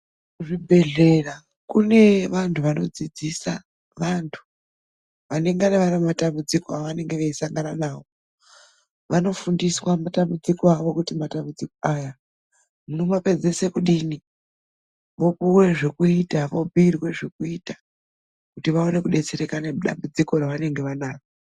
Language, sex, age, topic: Ndau, female, 36-49, health